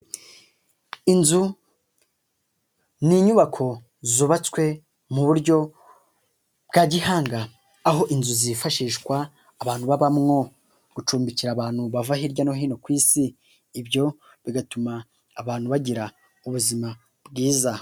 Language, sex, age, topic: Kinyarwanda, male, 18-24, finance